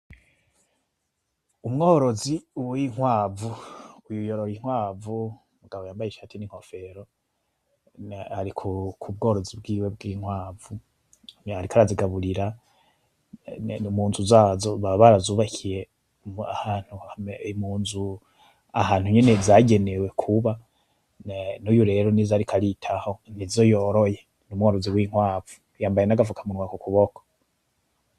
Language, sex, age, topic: Rundi, male, 25-35, agriculture